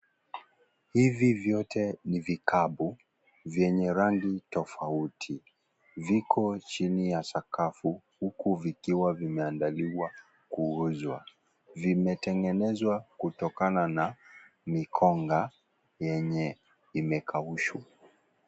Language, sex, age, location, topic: Swahili, male, 18-24, Kisii, finance